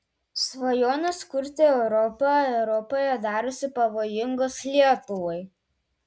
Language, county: Lithuanian, Telšiai